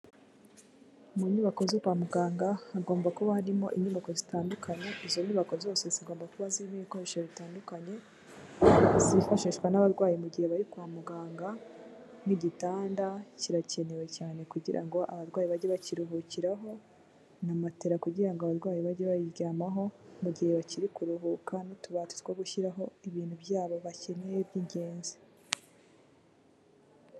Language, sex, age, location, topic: Kinyarwanda, female, 18-24, Kigali, health